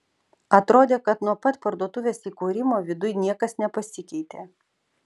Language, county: Lithuanian, Vilnius